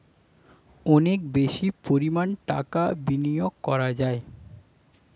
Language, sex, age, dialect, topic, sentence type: Bengali, male, 25-30, Standard Colloquial, banking, statement